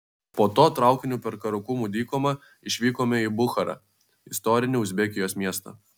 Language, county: Lithuanian, Vilnius